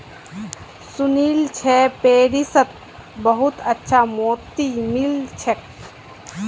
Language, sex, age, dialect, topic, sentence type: Magahi, female, 25-30, Northeastern/Surjapuri, agriculture, statement